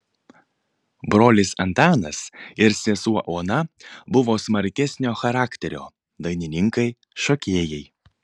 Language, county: Lithuanian, Panevėžys